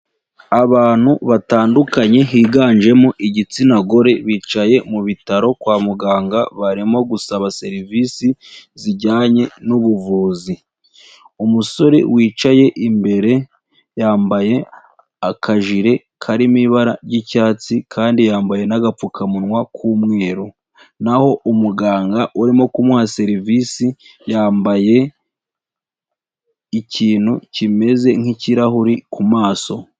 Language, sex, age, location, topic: Kinyarwanda, male, 25-35, Huye, health